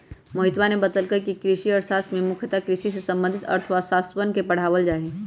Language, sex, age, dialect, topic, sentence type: Magahi, male, 18-24, Western, banking, statement